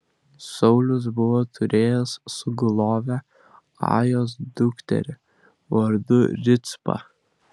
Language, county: Lithuanian, Klaipėda